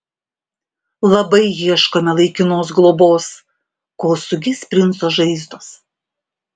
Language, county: Lithuanian, Vilnius